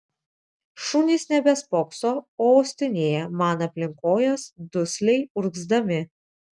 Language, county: Lithuanian, Vilnius